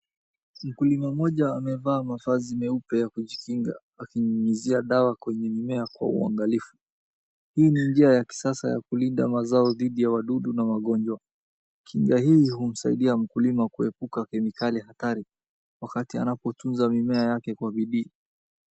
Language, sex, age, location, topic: Swahili, male, 25-35, Wajir, health